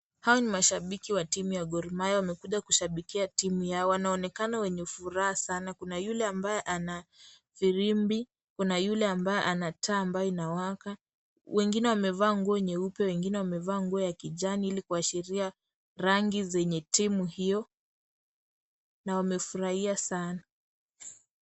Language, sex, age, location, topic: Swahili, female, 18-24, Kisii, government